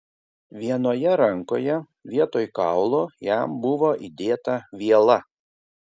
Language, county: Lithuanian, Kaunas